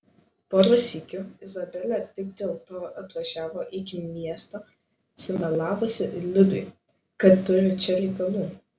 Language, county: Lithuanian, Šiauliai